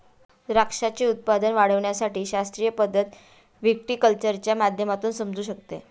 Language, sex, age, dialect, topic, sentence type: Marathi, female, 31-35, Standard Marathi, agriculture, statement